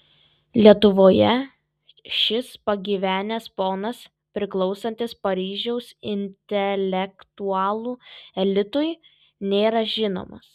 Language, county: Lithuanian, Kaunas